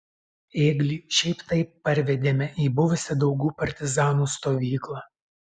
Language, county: Lithuanian, Alytus